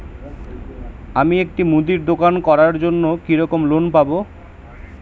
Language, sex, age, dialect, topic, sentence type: Bengali, male, 18-24, Western, banking, question